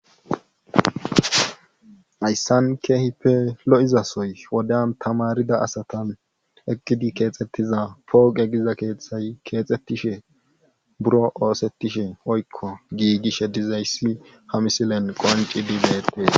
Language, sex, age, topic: Gamo, male, 18-24, government